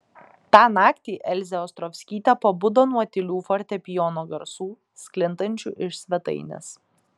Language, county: Lithuanian, Klaipėda